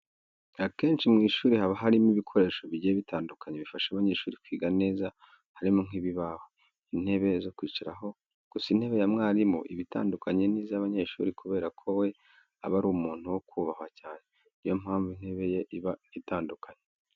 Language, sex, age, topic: Kinyarwanda, male, 25-35, education